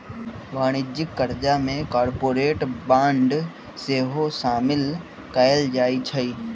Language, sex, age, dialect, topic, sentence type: Magahi, male, 18-24, Western, banking, statement